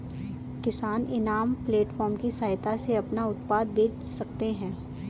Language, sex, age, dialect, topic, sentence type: Hindi, female, 18-24, Kanauji Braj Bhasha, agriculture, statement